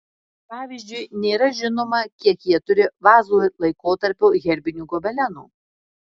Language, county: Lithuanian, Marijampolė